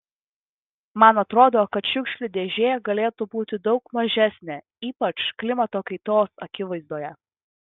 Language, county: Lithuanian, Vilnius